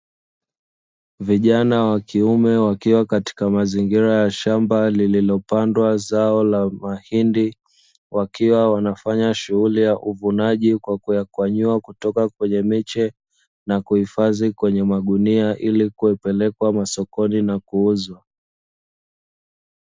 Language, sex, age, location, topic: Swahili, male, 25-35, Dar es Salaam, agriculture